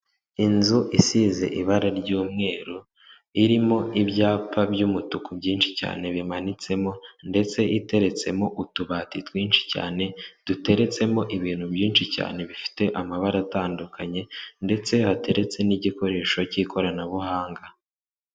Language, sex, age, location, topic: Kinyarwanda, male, 36-49, Kigali, finance